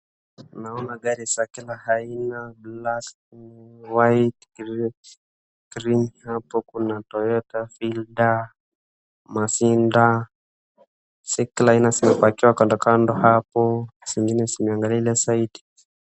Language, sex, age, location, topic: Swahili, male, 25-35, Wajir, finance